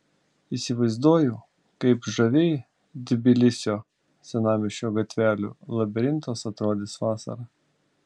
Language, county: Lithuanian, Klaipėda